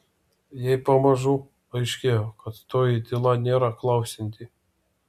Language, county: Lithuanian, Vilnius